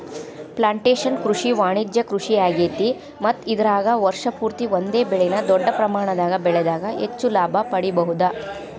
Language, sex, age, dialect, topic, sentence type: Kannada, female, 36-40, Dharwad Kannada, agriculture, statement